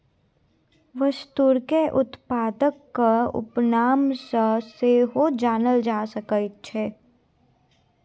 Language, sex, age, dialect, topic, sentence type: Maithili, female, 18-24, Bajjika, banking, statement